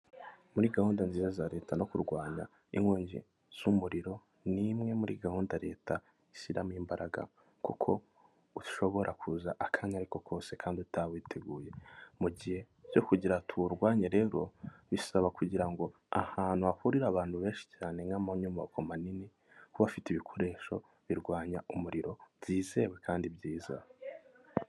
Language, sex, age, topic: Kinyarwanda, male, 18-24, government